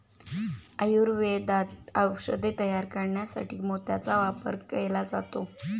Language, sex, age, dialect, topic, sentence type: Marathi, female, 18-24, Standard Marathi, agriculture, statement